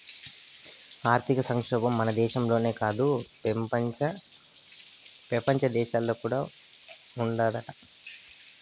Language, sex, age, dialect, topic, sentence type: Telugu, male, 18-24, Southern, banking, statement